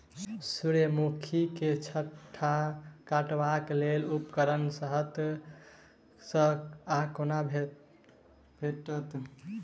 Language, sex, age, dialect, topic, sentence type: Maithili, male, 18-24, Southern/Standard, agriculture, question